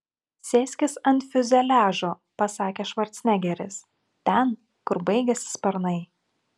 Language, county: Lithuanian, Klaipėda